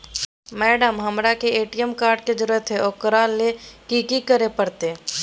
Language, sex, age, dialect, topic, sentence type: Magahi, female, 18-24, Southern, banking, question